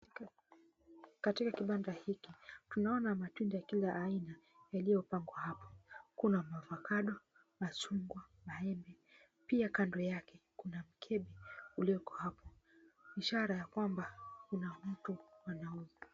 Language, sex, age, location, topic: Swahili, female, 25-35, Mombasa, finance